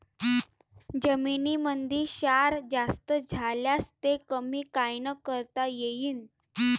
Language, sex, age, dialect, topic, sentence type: Marathi, female, 18-24, Varhadi, agriculture, question